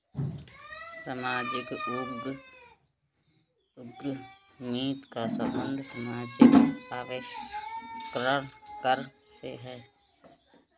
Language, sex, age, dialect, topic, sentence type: Hindi, female, 56-60, Kanauji Braj Bhasha, banking, statement